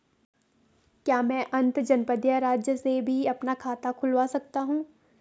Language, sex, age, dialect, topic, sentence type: Hindi, female, 18-24, Garhwali, banking, question